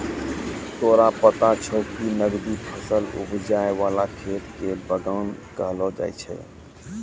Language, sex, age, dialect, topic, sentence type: Maithili, male, 46-50, Angika, agriculture, statement